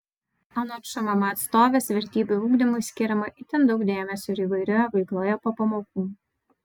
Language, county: Lithuanian, Vilnius